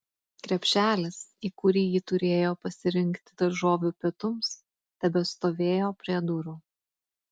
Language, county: Lithuanian, Klaipėda